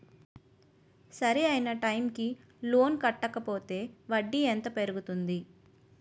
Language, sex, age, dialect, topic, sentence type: Telugu, female, 31-35, Utterandhra, banking, question